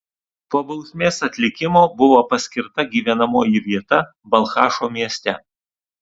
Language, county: Lithuanian, Alytus